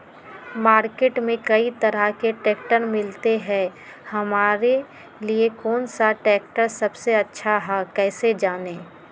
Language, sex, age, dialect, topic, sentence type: Magahi, female, 25-30, Western, agriculture, question